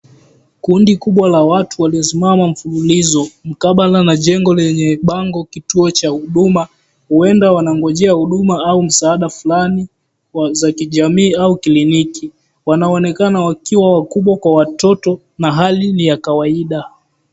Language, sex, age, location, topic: Swahili, male, 18-24, Mombasa, government